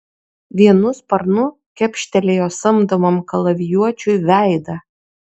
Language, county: Lithuanian, Kaunas